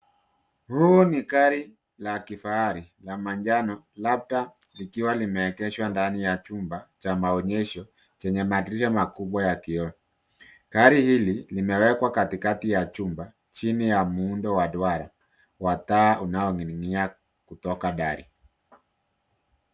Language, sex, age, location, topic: Swahili, male, 50+, Nairobi, finance